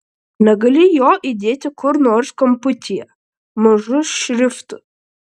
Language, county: Lithuanian, Klaipėda